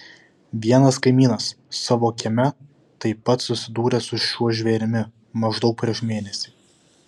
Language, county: Lithuanian, Vilnius